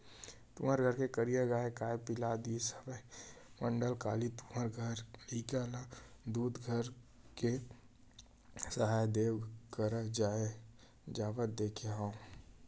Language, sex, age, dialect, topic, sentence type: Chhattisgarhi, male, 18-24, Western/Budati/Khatahi, agriculture, statement